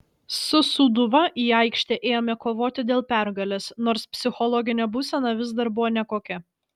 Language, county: Lithuanian, Šiauliai